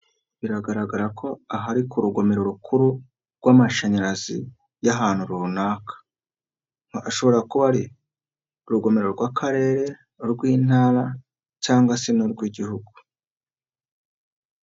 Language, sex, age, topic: Kinyarwanda, female, 50+, government